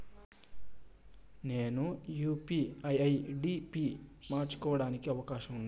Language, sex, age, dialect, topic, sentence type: Telugu, male, 18-24, Southern, banking, question